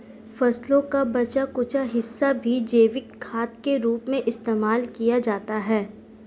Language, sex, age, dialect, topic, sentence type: Hindi, female, 18-24, Marwari Dhudhari, agriculture, statement